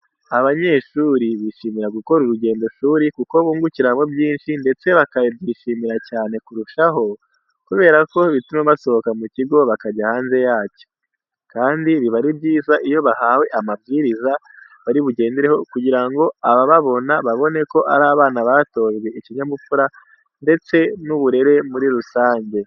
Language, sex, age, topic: Kinyarwanda, male, 18-24, education